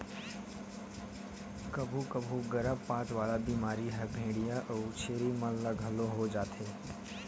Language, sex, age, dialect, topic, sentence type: Chhattisgarhi, male, 18-24, Western/Budati/Khatahi, agriculture, statement